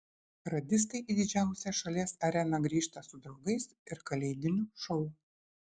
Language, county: Lithuanian, Šiauliai